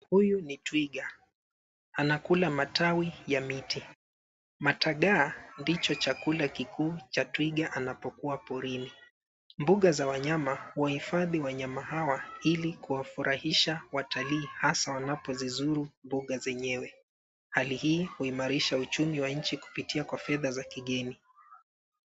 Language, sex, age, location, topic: Swahili, male, 25-35, Nairobi, government